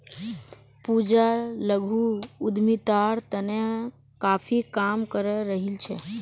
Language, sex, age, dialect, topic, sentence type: Magahi, female, 18-24, Northeastern/Surjapuri, banking, statement